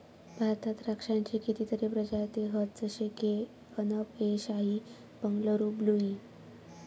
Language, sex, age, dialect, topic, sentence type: Marathi, female, 41-45, Southern Konkan, agriculture, statement